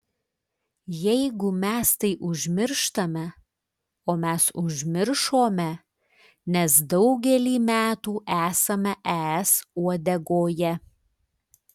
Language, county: Lithuanian, Klaipėda